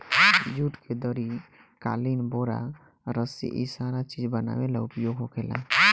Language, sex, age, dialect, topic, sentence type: Bhojpuri, male, 18-24, Southern / Standard, agriculture, statement